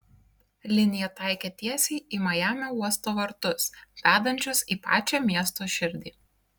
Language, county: Lithuanian, Kaunas